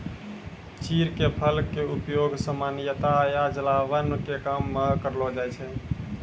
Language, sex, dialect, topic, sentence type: Maithili, male, Angika, agriculture, statement